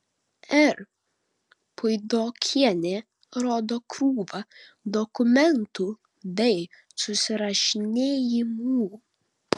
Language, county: Lithuanian, Vilnius